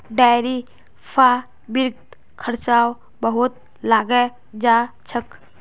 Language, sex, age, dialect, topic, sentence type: Magahi, female, 18-24, Northeastern/Surjapuri, agriculture, statement